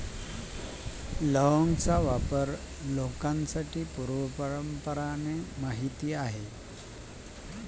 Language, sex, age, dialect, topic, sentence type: Marathi, male, 56-60, Northern Konkan, agriculture, statement